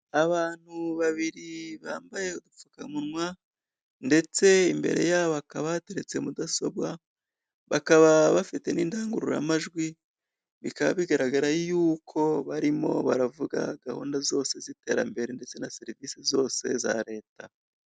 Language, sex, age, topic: Kinyarwanda, female, 25-35, government